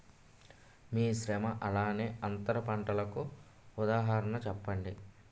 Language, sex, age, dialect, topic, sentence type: Telugu, male, 18-24, Utterandhra, agriculture, question